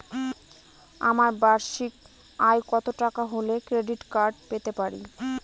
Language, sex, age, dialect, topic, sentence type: Bengali, female, 18-24, Northern/Varendri, banking, question